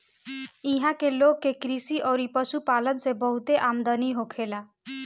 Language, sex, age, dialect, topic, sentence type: Bhojpuri, female, 18-24, Northern, agriculture, statement